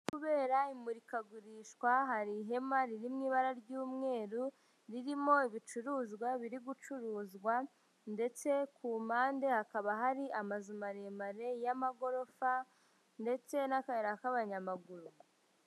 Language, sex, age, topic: Kinyarwanda, female, 50+, government